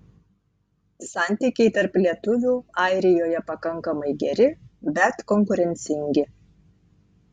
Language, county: Lithuanian, Tauragė